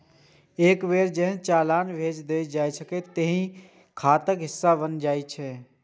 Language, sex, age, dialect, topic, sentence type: Maithili, male, 18-24, Eastern / Thethi, banking, statement